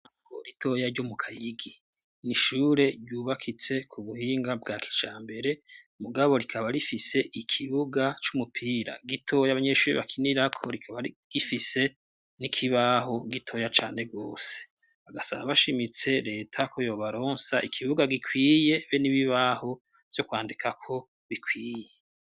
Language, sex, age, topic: Rundi, male, 36-49, education